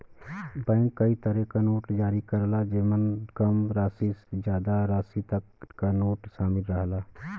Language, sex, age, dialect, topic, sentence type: Bhojpuri, male, 31-35, Western, banking, statement